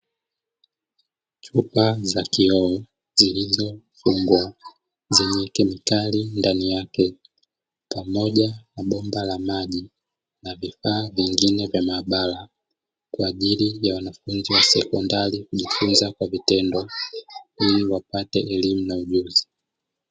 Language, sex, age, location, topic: Swahili, male, 25-35, Dar es Salaam, education